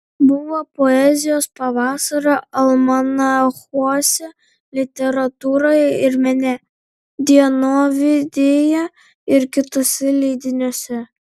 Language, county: Lithuanian, Vilnius